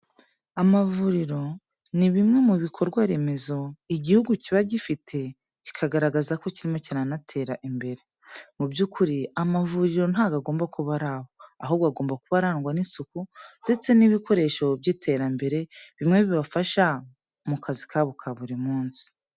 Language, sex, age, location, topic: Kinyarwanda, female, 18-24, Kigali, health